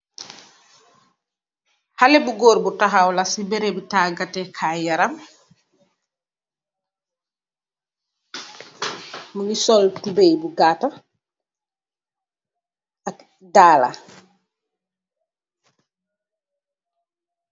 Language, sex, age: Wolof, female, 25-35